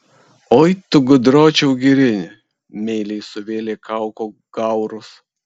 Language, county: Lithuanian, Kaunas